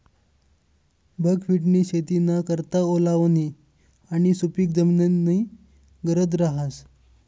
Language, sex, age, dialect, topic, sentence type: Marathi, male, 25-30, Northern Konkan, agriculture, statement